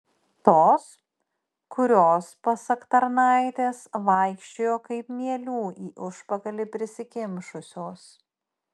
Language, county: Lithuanian, Panevėžys